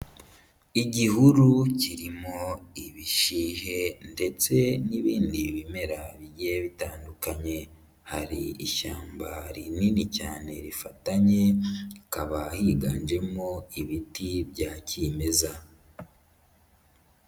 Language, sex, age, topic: Kinyarwanda, female, 18-24, agriculture